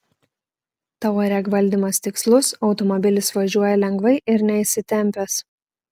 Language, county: Lithuanian, Klaipėda